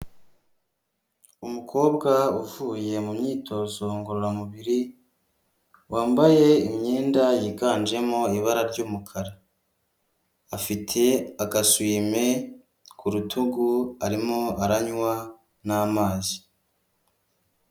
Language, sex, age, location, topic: Kinyarwanda, female, 36-49, Huye, health